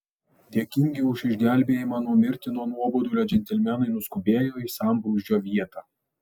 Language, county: Lithuanian, Alytus